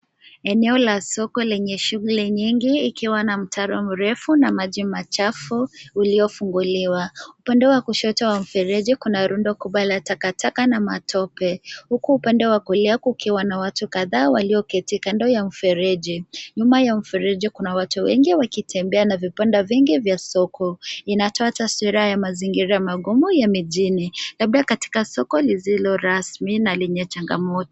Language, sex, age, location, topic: Swahili, female, 18-24, Nairobi, government